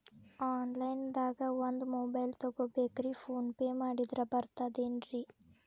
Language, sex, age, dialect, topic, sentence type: Kannada, female, 18-24, Dharwad Kannada, banking, question